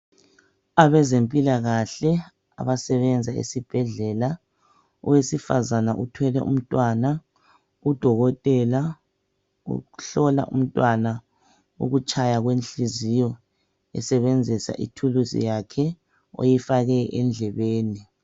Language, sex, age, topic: North Ndebele, female, 25-35, health